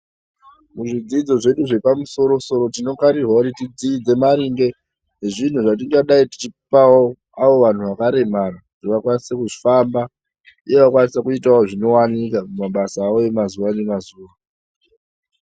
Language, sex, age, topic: Ndau, male, 18-24, education